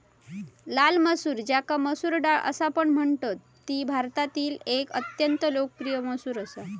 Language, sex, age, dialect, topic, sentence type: Marathi, female, 25-30, Southern Konkan, agriculture, statement